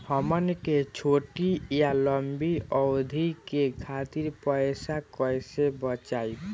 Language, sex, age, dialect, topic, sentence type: Bhojpuri, male, 18-24, Southern / Standard, banking, question